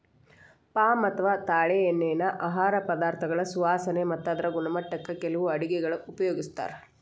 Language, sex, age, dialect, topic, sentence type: Kannada, female, 36-40, Dharwad Kannada, agriculture, statement